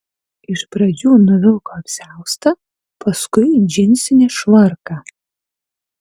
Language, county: Lithuanian, Utena